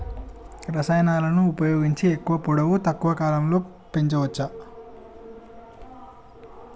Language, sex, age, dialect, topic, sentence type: Telugu, male, 18-24, Telangana, agriculture, question